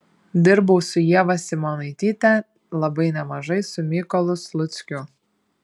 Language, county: Lithuanian, Šiauliai